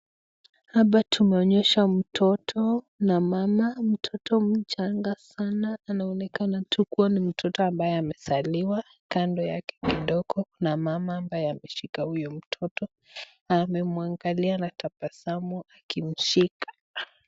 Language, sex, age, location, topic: Swahili, female, 25-35, Nakuru, health